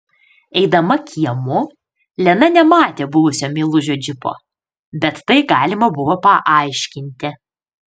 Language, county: Lithuanian, Panevėžys